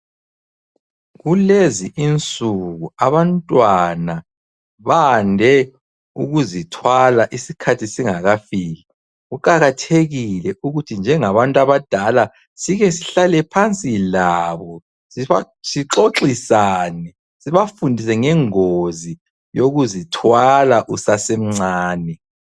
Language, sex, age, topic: North Ndebele, male, 25-35, health